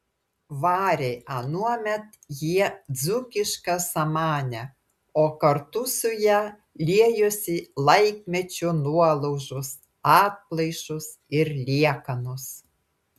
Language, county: Lithuanian, Klaipėda